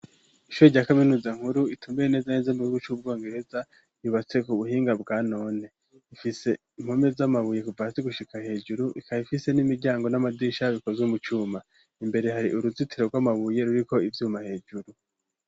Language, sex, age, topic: Rundi, male, 18-24, education